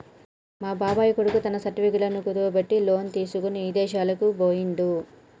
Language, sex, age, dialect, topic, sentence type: Telugu, male, 31-35, Telangana, banking, statement